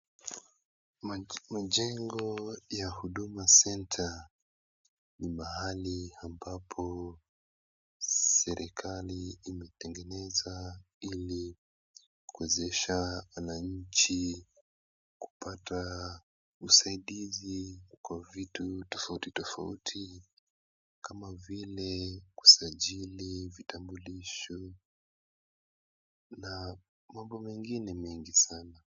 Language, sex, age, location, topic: Swahili, male, 18-24, Kisumu, government